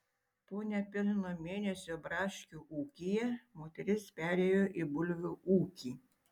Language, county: Lithuanian, Tauragė